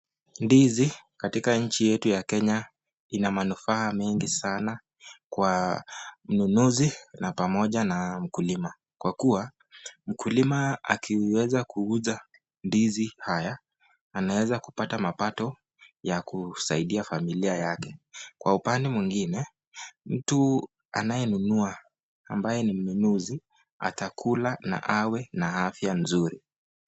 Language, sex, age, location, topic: Swahili, male, 18-24, Nakuru, agriculture